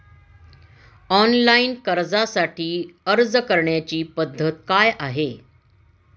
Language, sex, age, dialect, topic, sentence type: Marathi, female, 46-50, Standard Marathi, banking, question